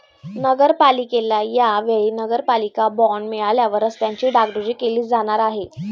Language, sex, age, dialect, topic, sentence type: Marathi, female, 18-24, Standard Marathi, banking, statement